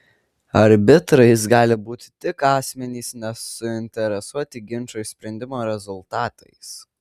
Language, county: Lithuanian, Kaunas